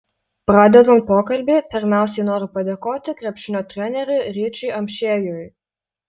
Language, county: Lithuanian, Utena